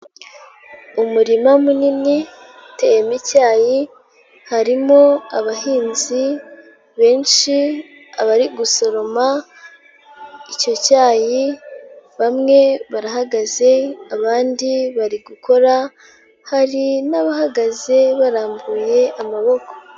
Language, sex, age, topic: Kinyarwanda, female, 18-24, agriculture